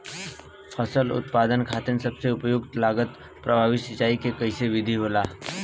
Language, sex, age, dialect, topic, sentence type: Bhojpuri, male, 18-24, Southern / Standard, agriculture, question